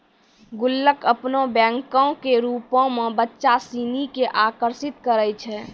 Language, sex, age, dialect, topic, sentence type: Maithili, female, 18-24, Angika, banking, statement